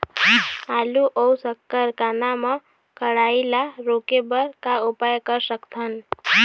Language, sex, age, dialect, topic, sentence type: Chhattisgarhi, female, 25-30, Eastern, agriculture, question